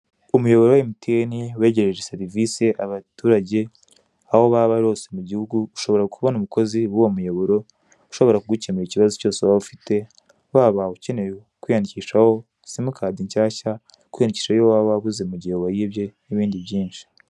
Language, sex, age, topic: Kinyarwanda, male, 18-24, finance